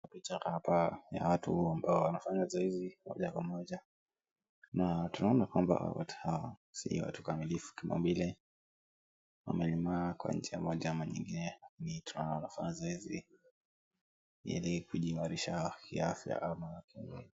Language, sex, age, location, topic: Swahili, male, 18-24, Kisumu, education